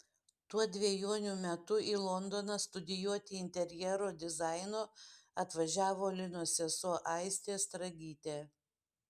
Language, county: Lithuanian, Šiauliai